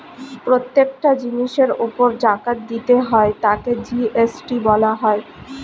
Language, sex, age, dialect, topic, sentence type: Bengali, female, 25-30, Standard Colloquial, banking, statement